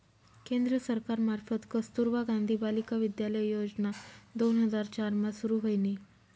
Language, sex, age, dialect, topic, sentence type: Marathi, female, 31-35, Northern Konkan, banking, statement